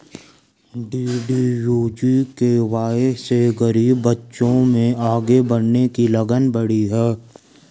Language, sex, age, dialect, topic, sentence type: Hindi, male, 56-60, Garhwali, banking, statement